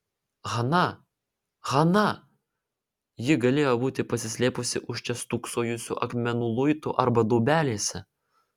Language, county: Lithuanian, Vilnius